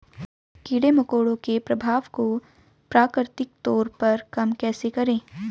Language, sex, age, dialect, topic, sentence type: Hindi, female, 18-24, Hindustani Malvi Khadi Boli, agriculture, question